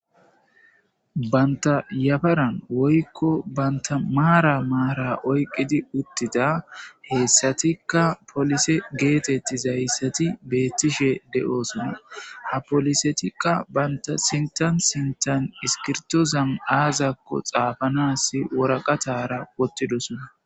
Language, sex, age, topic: Gamo, female, 18-24, government